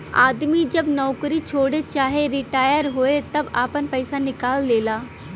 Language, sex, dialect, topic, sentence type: Bhojpuri, female, Western, banking, statement